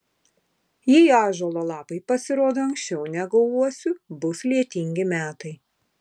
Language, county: Lithuanian, Vilnius